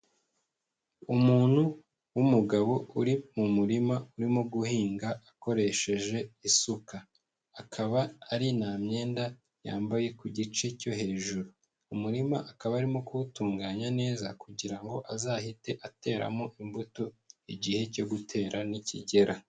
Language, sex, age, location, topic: Kinyarwanda, male, 18-24, Huye, agriculture